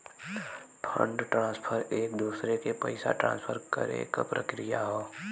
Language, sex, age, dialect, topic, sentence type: Bhojpuri, male, 18-24, Western, banking, statement